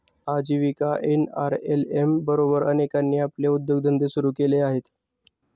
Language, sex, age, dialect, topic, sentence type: Marathi, male, 31-35, Standard Marathi, banking, statement